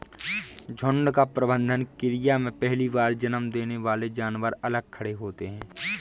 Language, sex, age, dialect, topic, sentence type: Hindi, female, 18-24, Awadhi Bundeli, agriculture, statement